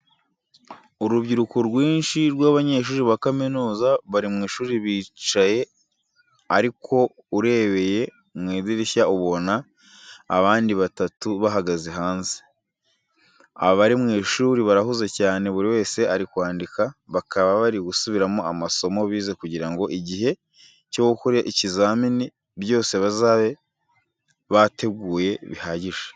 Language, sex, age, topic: Kinyarwanda, male, 25-35, education